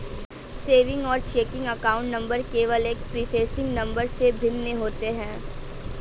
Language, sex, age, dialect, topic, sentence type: Hindi, female, 18-24, Hindustani Malvi Khadi Boli, banking, statement